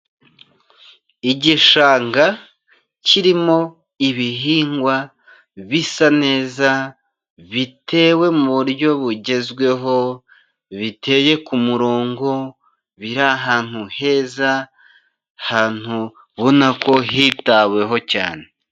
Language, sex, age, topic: Kinyarwanda, male, 25-35, agriculture